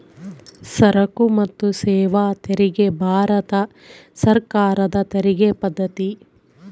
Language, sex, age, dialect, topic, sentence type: Kannada, female, 25-30, Central, banking, statement